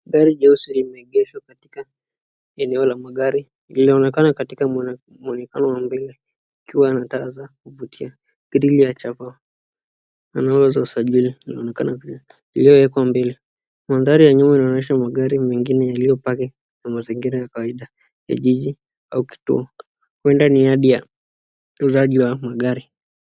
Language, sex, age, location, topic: Swahili, female, 36-49, Nakuru, finance